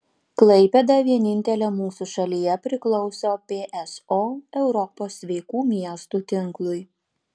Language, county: Lithuanian, Panevėžys